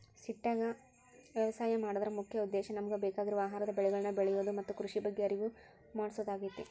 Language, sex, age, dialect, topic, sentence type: Kannada, female, 25-30, Dharwad Kannada, agriculture, statement